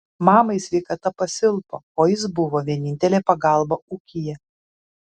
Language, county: Lithuanian, Kaunas